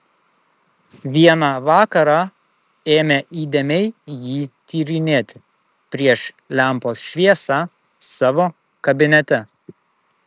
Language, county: Lithuanian, Vilnius